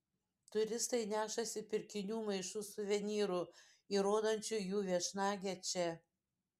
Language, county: Lithuanian, Šiauliai